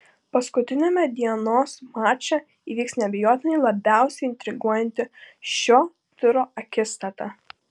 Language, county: Lithuanian, Klaipėda